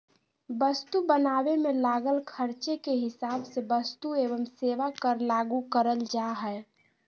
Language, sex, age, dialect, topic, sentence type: Magahi, female, 56-60, Southern, banking, statement